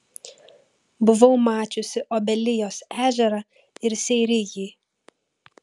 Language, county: Lithuanian, Vilnius